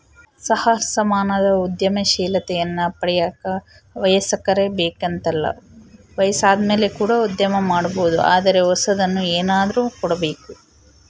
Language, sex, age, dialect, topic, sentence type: Kannada, female, 18-24, Central, banking, statement